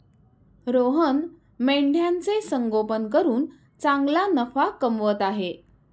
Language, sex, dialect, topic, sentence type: Marathi, female, Standard Marathi, agriculture, statement